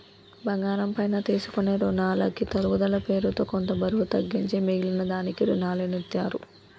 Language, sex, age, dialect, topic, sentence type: Telugu, female, 25-30, Telangana, banking, statement